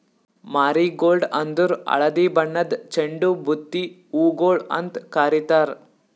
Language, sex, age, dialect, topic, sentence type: Kannada, male, 18-24, Northeastern, agriculture, statement